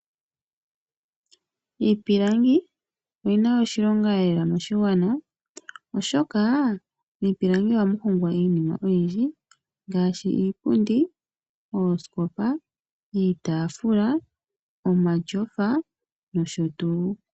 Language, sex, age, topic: Oshiwambo, female, 25-35, finance